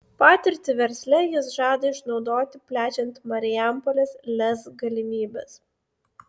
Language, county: Lithuanian, Klaipėda